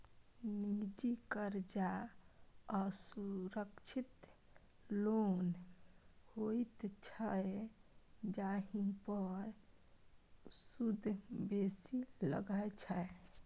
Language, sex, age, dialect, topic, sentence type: Maithili, female, 18-24, Bajjika, banking, statement